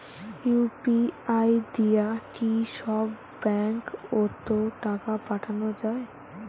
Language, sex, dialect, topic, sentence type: Bengali, female, Rajbangshi, banking, question